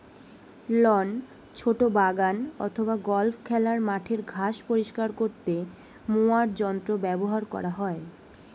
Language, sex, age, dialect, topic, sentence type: Bengali, female, 18-24, Standard Colloquial, agriculture, statement